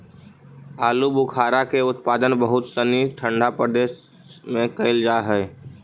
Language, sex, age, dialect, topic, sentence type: Magahi, male, 18-24, Central/Standard, agriculture, statement